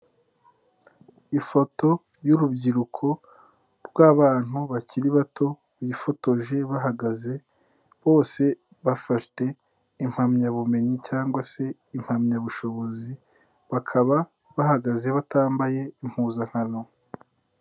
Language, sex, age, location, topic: Kinyarwanda, male, 18-24, Nyagatare, education